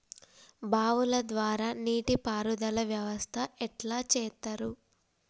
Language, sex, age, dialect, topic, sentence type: Telugu, female, 18-24, Telangana, agriculture, question